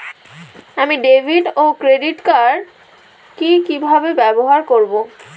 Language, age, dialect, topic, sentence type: Bengali, 18-24, Rajbangshi, banking, question